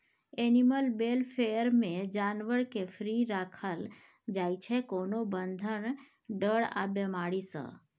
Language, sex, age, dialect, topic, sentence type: Maithili, female, 31-35, Bajjika, agriculture, statement